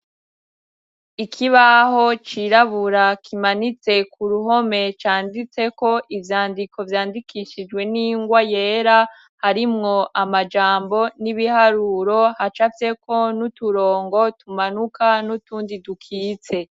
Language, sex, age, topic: Rundi, female, 18-24, education